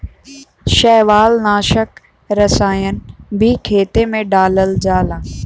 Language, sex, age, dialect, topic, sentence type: Bhojpuri, female, 18-24, Western, agriculture, statement